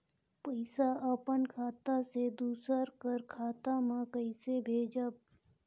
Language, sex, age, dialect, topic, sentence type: Chhattisgarhi, female, 31-35, Northern/Bhandar, banking, question